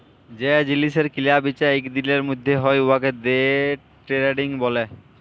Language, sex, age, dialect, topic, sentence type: Bengali, male, 18-24, Jharkhandi, banking, statement